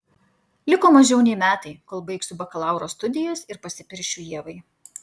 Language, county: Lithuanian, Vilnius